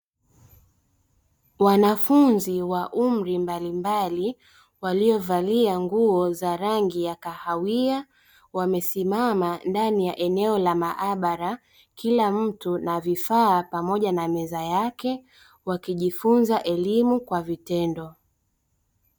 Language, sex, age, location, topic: Swahili, female, 25-35, Dar es Salaam, education